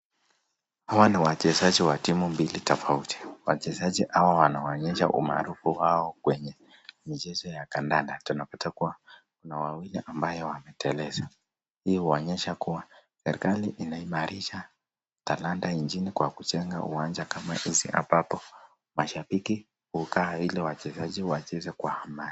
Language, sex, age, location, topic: Swahili, male, 18-24, Nakuru, government